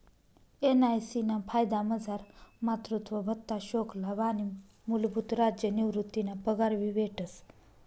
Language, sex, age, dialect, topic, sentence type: Marathi, female, 31-35, Northern Konkan, banking, statement